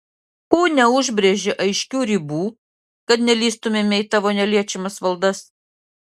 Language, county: Lithuanian, Klaipėda